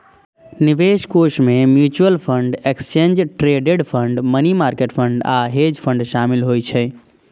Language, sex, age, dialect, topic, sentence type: Maithili, male, 25-30, Eastern / Thethi, banking, statement